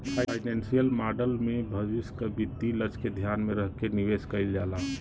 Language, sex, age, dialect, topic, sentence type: Bhojpuri, male, 36-40, Western, banking, statement